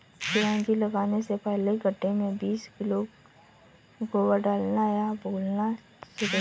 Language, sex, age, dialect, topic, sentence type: Hindi, female, 25-30, Marwari Dhudhari, agriculture, statement